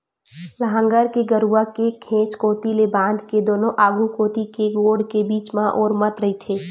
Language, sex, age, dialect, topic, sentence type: Chhattisgarhi, female, 18-24, Western/Budati/Khatahi, agriculture, statement